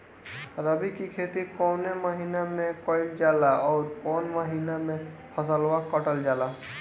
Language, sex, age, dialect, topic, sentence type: Bhojpuri, male, 18-24, Northern, agriculture, question